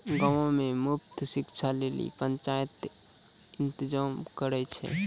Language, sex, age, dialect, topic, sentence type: Maithili, male, 18-24, Angika, banking, statement